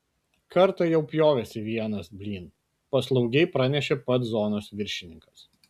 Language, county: Lithuanian, Kaunas